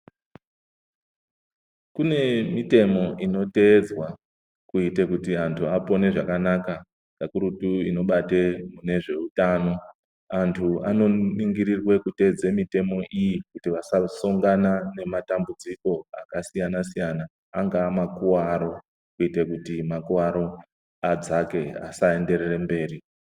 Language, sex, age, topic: Ndau, male, 50+, health